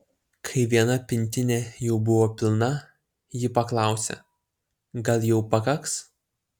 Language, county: Lithuanian, Utena